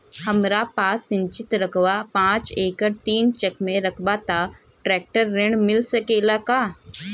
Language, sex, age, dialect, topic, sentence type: Bhojpuri, female, 18-24, Southern / Standard, banking, question